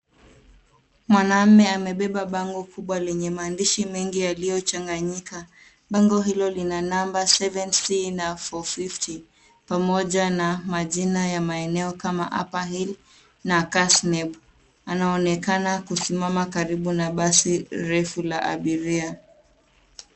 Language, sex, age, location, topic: Swahili, female, 18-24, Nairobi, government